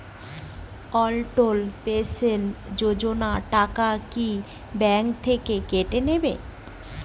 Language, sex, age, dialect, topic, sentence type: Bengali, female, 31-35, Standard Colloquial, banking, question